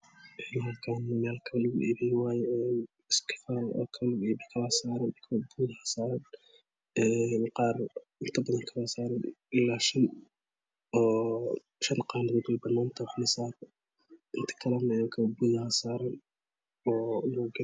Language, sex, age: Somali, male, 18-24